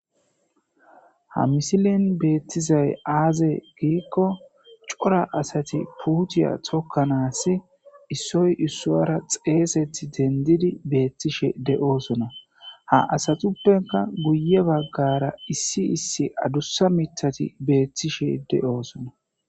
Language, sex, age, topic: Gamo, male, 25-35, agriculture